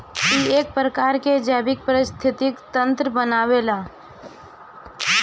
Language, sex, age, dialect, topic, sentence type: Bhojpuri, female, 18-24, Northern, agriculture, statement